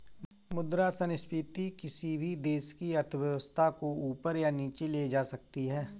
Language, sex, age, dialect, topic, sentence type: Hindi, male, 41-45, Kanauji Braj Bhasha, banking, statement